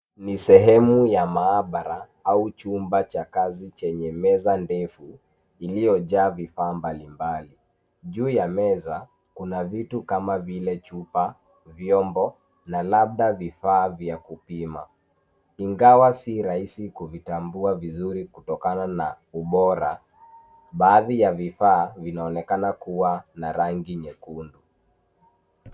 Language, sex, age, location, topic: Swahili, male, 25-35, Nairobi, health